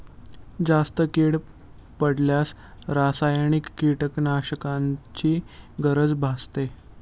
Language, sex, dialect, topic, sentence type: Marathi, male, Standard Marathi, agriculture, statement